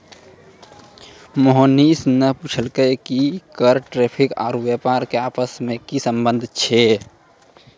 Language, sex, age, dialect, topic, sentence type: Maithili, male, 18-24, Angika, banking, statement